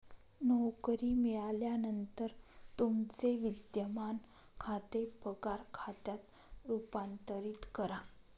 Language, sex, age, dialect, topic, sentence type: Marathi, female, 25-30, Northern Konkan, banking, statement